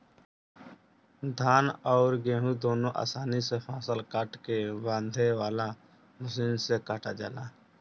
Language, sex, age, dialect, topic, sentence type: Bhojpuri, male, 18-24, Northern, agriculture, statement